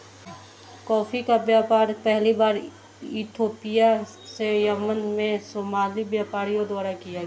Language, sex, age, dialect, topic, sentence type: Hindi, female, 18-24, Kanauji Braj Bhasha, agriculture, statement